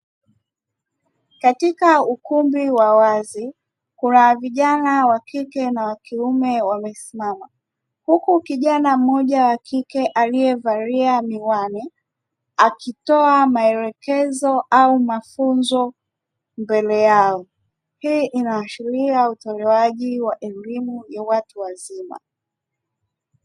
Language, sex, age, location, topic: Swahili, female, 25-35, Dar es Salaam, education